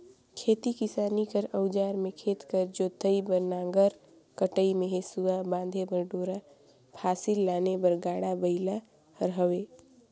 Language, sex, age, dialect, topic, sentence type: Chhattisgarhi, female, 18-24, Northern/Bhandar, agriculture, statement